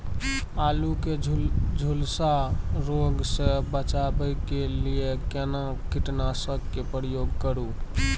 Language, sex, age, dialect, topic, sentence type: Maithili, male, 25-30, Bajjika, agriculture, question